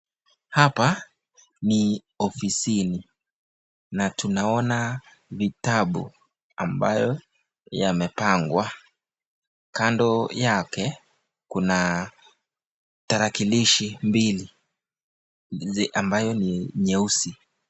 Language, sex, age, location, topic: Swahili, male, 25-35, Nakuru, education